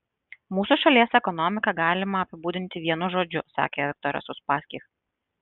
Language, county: Lithuanian, Šiauliai